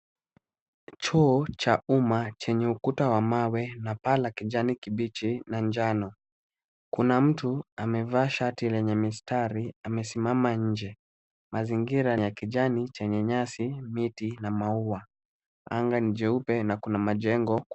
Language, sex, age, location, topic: Swahili, male, 36-49, Kisumu, health